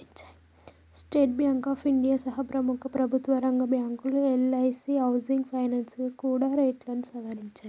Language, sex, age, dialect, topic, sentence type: Telugu, female, 41-45, Telangana, banking, statement